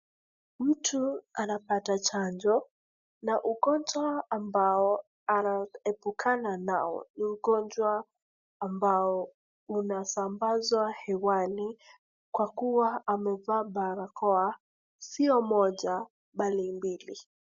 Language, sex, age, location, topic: Swahili, female, 18-24, Wajir, health